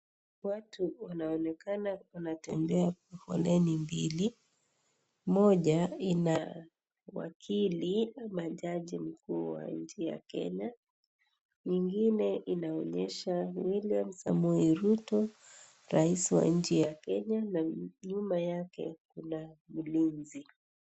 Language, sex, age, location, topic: Swahili, female, 36-49, Kisii, government